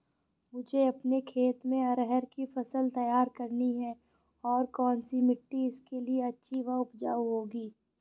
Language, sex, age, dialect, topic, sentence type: Hindi, female, 25-30, Awadhi Bundeli, agriculture, question